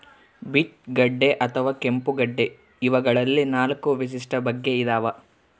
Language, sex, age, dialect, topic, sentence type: Kannada, male, 25-30, Central, agriculture, statement